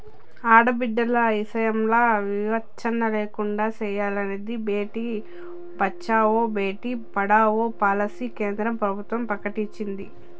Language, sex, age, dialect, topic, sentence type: Telugu, female, 31-35, Southern, banking, statement